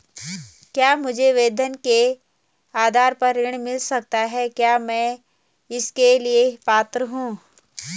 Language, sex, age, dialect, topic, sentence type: Hindi, female, 31-35, Garhwali, banking, question